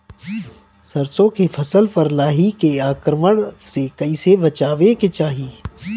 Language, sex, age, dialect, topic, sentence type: Bhojpuri, male, 31-35, Northern, agriculture, question